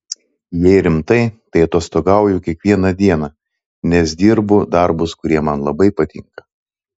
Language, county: Lithuanian, Telšiai